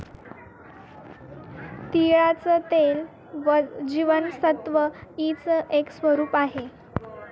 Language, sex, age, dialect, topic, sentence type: Marathi, female, 18-24, Northern Konkan, agriculture, statement